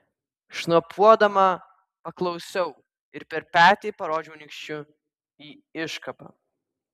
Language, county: Lithuanian, Vilnius